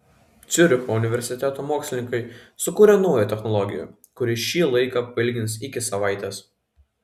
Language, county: Lithuanian, Vilnius